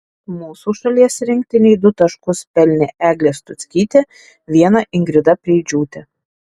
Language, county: Lithuanian, Alytus